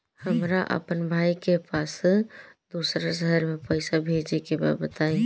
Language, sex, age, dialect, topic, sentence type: Bhojpuri, male, 25-30, Northern, banking, question